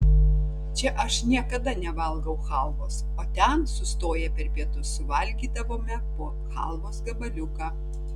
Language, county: Lithuanian, Tauragė